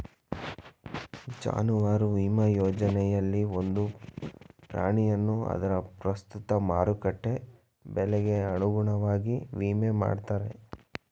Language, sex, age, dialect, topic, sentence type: Kannada, male, 25-30, Mysore Kannada, agriculture, statement